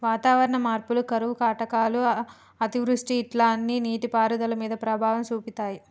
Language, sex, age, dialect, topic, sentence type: Telugu, female, 36-40, Telangana, agriculture, statement